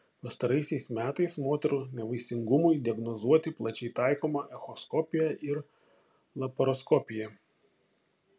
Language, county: Lithuanian, Šiauliai